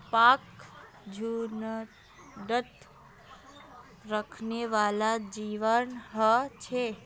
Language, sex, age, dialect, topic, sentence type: Magahi, female, 31-35, Northeastern/Surjapuri, agriculture, statement